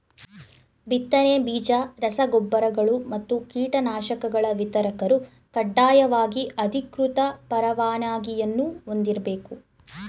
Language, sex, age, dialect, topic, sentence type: Kannada, female, 18-24, Mysore Kannada, agriculture, statement